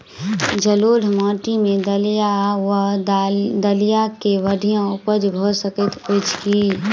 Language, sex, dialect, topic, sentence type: Maithili, female, Southern/Standard, agriculture, question